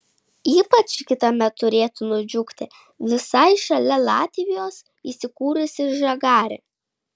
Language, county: Lithuanian, Šiauliai